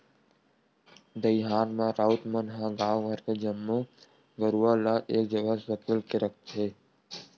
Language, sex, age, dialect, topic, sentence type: Chhattisgarhi, male, 18-24, Western/Budati/Khatahi, agriculture, statement